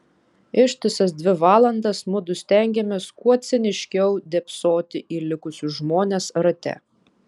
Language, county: Lithuanian, Vilnius